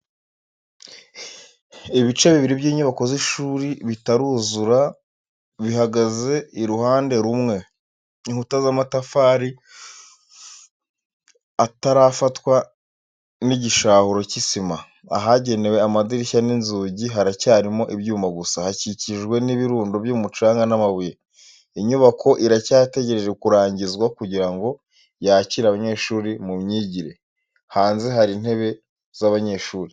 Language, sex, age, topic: Kinyarwanda, male, 25-35, education